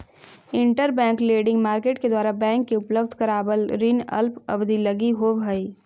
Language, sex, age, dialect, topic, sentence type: Magahi, female, 18-24, Central/Standard, banking, statement